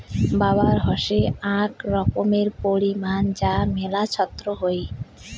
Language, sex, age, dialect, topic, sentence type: Bengali, female, 18-24, Rajbangshi, agriculture, statement